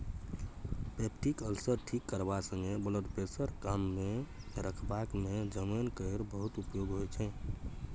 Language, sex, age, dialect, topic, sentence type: Maithili, male, 18-24, Bajjika, agriculture, statement